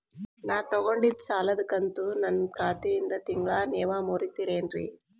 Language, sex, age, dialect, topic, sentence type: Kannada, female, 25-30, Dharwad Kannada, banking, question